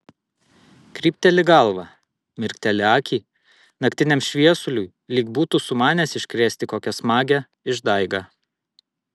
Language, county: Lithuanian, Vilnius